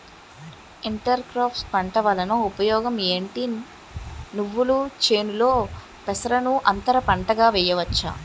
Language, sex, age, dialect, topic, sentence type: Telugu, male, 18-24, Utterandhra, agriculture, question